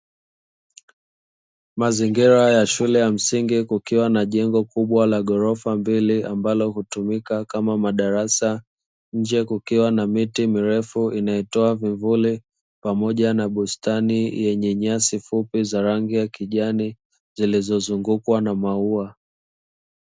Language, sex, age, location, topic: Swahili, male, 25-35, Dar es Salaam, education